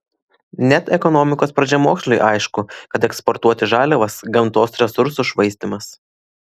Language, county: Lithuanian, Klaipėda